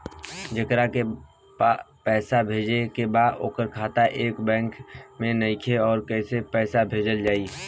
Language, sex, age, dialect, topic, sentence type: Bhojpuri, male, 18-24, Southern / Standard, banking, question